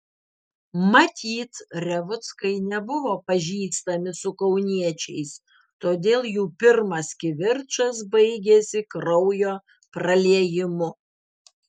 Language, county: Lithuanian, Vilnius